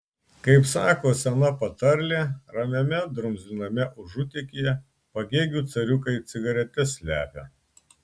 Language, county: Lithuanian, Klaipėda